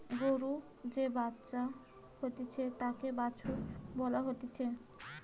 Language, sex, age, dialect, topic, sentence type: Bengali, female, 18-24, Western, agriculture, statement